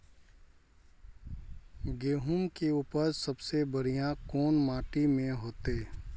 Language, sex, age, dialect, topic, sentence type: Magahi, male, 31-35, Northeastern/Surjapuri, agriculture, question